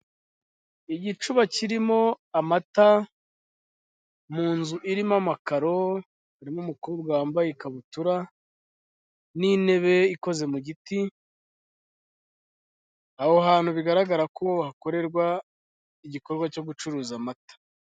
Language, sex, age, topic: Kinyarwanda, male, 25-35, finance